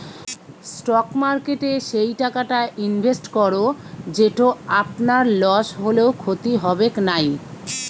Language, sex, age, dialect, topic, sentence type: Bengali, female, 46-50, Western, banking, statement